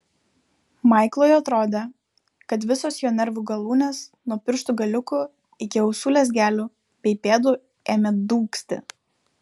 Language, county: Lithuanian, Vilnius